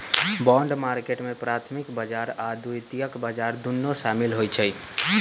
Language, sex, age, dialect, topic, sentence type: Magahi, male, 18-24, Western, banking, statement